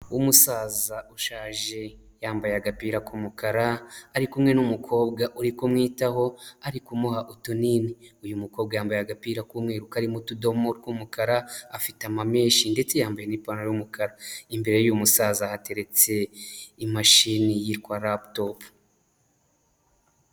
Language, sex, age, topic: Kinyarwanda, male, 25-35, health